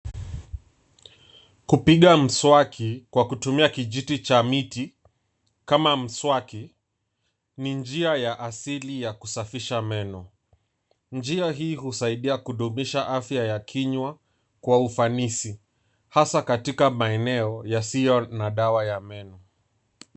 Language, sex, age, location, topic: Swahili, male, 18-24, Nairobi, health